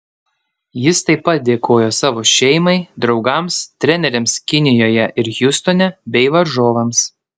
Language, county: Lithuanian, Panevėžys